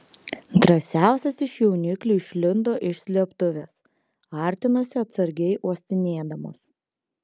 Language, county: Lithuanian, Klaipėda